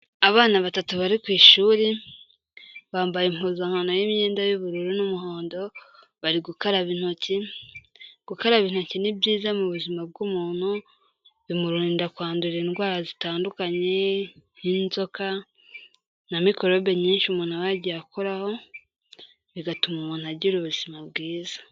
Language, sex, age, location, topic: Kinyarwanda, female, 18-24, Kigali, health